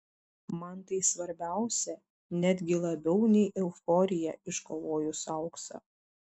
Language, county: Lithuanian, Šiauliai